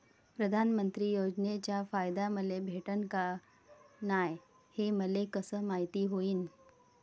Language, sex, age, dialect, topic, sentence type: Marathi, female, 36-40, Varhadi, banking, question